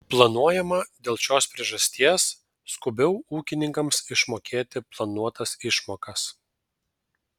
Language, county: Lithuanian, Vilnius